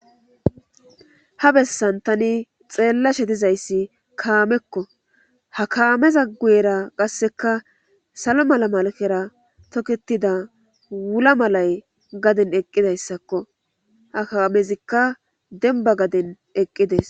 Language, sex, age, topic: Gamo, female, 25-35, government